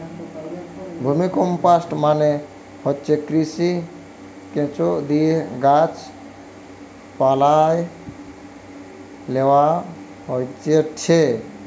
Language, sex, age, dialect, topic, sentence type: Bengali, male, 18-24, Western, agriculture, statement